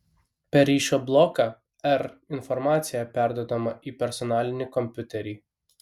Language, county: Lithuanian, Kaunas